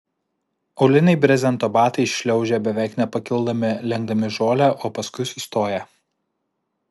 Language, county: Lithuanian, Alytus